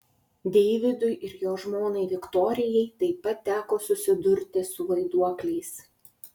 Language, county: Lithuanian, Utena